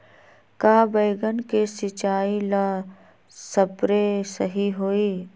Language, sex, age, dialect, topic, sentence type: Magahi, female, 18-24, Western, agriculture, question